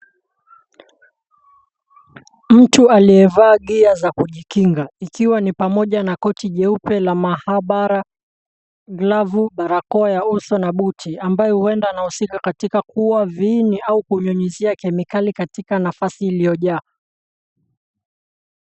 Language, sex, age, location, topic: Swahili, male, 18-24, Mombasa, health